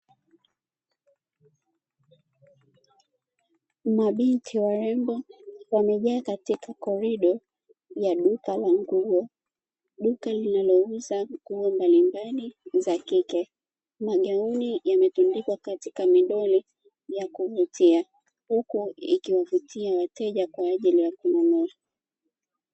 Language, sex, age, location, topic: Swahili, female, 25-35, Dar es Salaam, finance